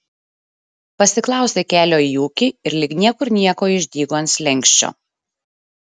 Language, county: Lithuanian, Šiauliai